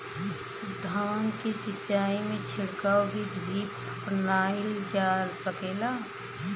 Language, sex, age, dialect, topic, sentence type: Bhojpuri, female, 31-35, Western, agriculture, question